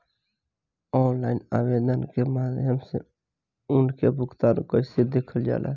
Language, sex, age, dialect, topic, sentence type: Bhojpuri, male, 18-24, Southern / Standard, banking, question